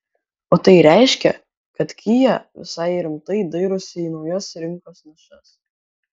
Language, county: Lithuanian, Kaunas